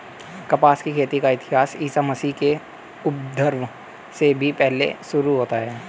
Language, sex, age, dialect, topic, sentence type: Hindi, male, 18-24, Hindustani Malvi Khadi Boli, agriculture, statement